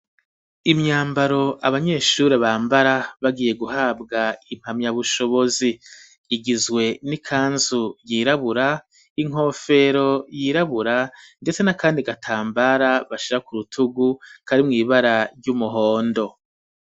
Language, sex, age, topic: Rundi, male, 36-49, education